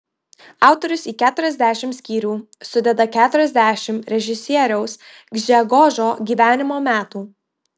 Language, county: Lithuanian, Marijampolė